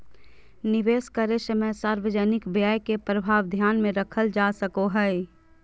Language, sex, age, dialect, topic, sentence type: Magahi, female, 31-35, Southern, banking, statement